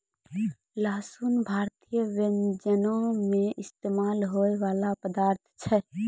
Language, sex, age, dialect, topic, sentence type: Maithili, female, 18-24, Angika, agriculture, statement